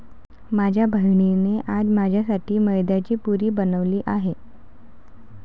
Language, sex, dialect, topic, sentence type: Marathi, female, Varhadi, agriculture, statement